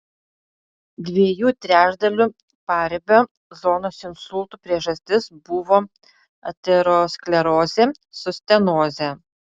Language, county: Lithuanian, Utena